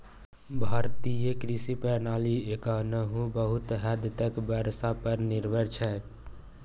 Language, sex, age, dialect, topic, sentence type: Maithili, male, 18-24, Bajjika, agriculture, statement